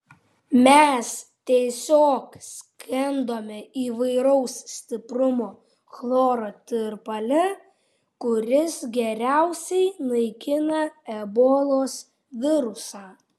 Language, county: Lithuanian, Vilnius